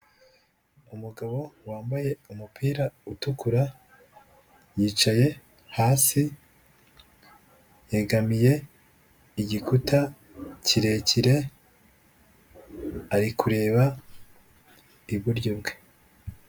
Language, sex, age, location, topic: Kinyarwanda, male, 25-35, Kigali, health